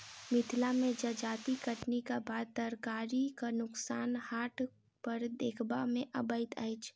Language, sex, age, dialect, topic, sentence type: Maithili, female, 25-30, Southern/Standard, agriculture, statement